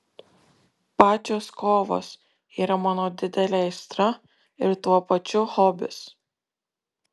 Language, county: Lithuanian, Marijampolė